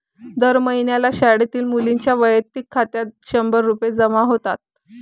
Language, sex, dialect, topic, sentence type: Marathi, female, Varhadi, banking, statement